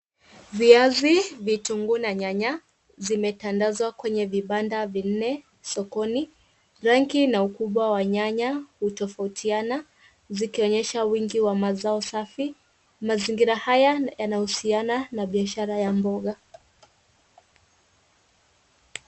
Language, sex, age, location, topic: Swahili, female, 18-24, Kisumu, finance